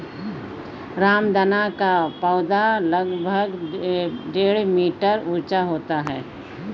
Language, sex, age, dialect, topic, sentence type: Hindi, female, 18-24, Hindustani Malvi Khadi Boli, agriculture, statement